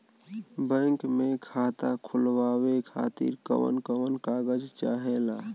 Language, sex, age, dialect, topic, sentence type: Bhojpuri, male, 18-24, Western, banking, question